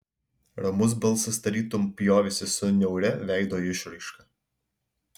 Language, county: Lithuanian, Alytus